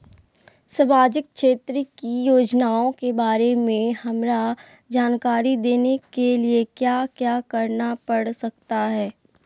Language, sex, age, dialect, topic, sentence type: Magahi, female, 18-24, Southern, banking, question